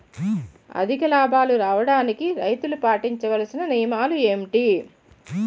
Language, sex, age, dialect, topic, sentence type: Telugu, female, 56-60, Utterandhra, agriculture, question